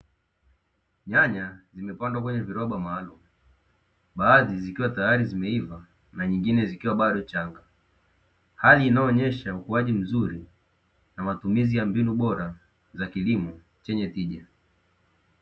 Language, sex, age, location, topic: Swahili, male, 18-24, Dar es Salaam, agriculture